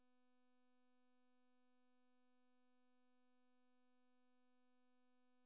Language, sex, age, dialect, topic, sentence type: Kannada, male, 25-30, Mysore Kannada, agriculture, statement